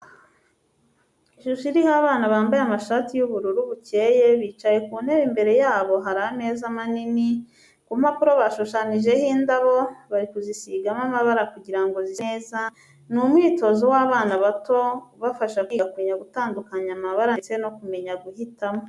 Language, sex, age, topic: Kinyarwanda, female, 25-35, education